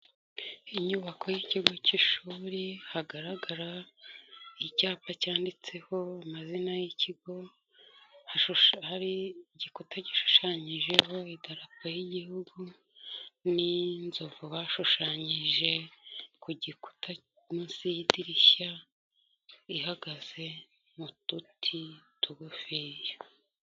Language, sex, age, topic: Kinyarwanda, female, 25-35, education